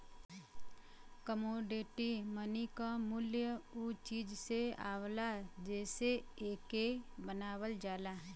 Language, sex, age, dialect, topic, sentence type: Bhojpuri, female, 25-30, Western, banking, statement